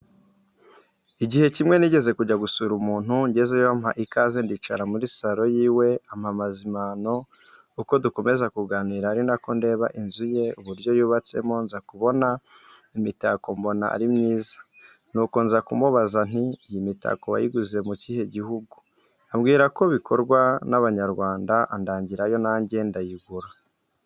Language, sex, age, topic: Kinyarwanda, male, 25-35, education